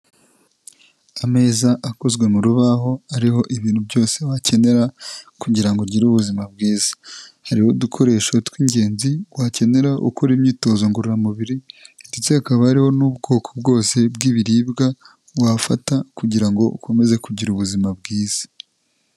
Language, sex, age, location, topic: Kinyarwanda, male, 25-35, Kigali, health